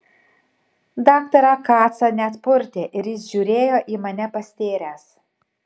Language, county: Lithuanian, Kaunas